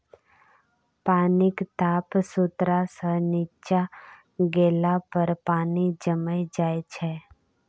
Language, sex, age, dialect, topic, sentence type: Maithili, female, 25-30, Bajjika, agriculture, statement